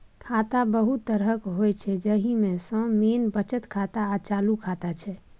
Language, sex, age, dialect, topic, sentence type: Maithili, female, 18-24, Bajjika, banking, statement